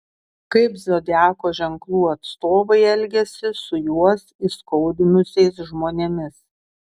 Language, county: Lithuanian, Šiauliai